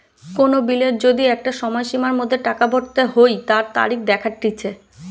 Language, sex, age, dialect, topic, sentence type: Bengali, female, 25-30, Western, banking, statement